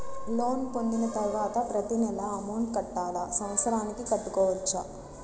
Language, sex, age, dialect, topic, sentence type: Telugu, female, 60-100, Central/Coastal, banking, question